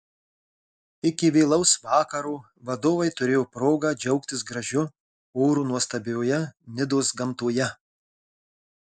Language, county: Lithuanian, Marijampolė